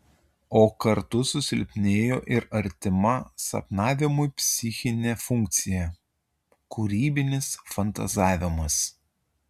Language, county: Lithuanian, Utena